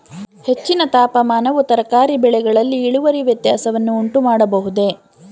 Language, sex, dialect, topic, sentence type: Kannada, female, Mysore Kannada, agriculture, question